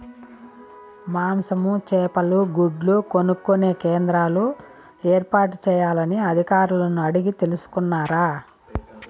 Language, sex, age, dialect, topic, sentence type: Telugu, female, 41-45, Southern, agriculture, question